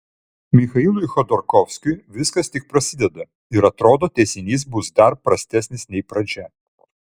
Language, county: Lithuanian, Vilnius